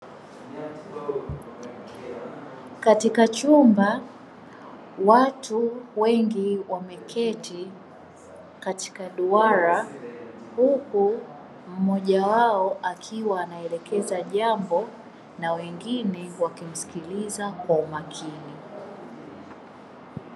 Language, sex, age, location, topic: Swahili, female, 25-35, Dar es Salaam, education